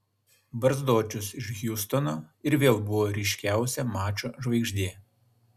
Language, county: Lithuanian, Šiauliai